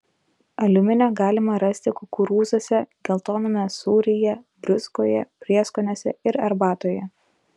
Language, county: Lithuanian, Telšiai